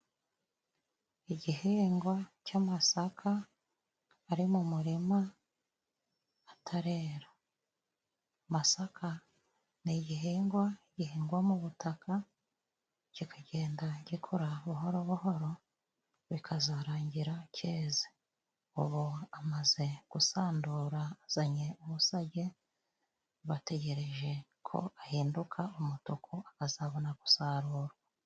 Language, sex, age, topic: Kinyarwanda, female, 36-49, agriculture